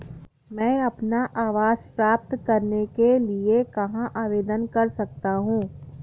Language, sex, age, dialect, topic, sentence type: Hindi, female, 18-24, Awadhi Bundeli, banking, question